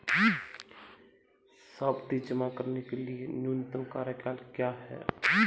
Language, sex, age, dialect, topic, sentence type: Hindi, male, 25-30, Marwari Dhudhari, banking, question